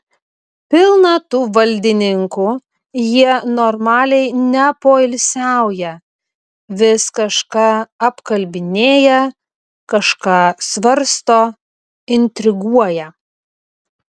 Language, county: Lithuanian, Vilnius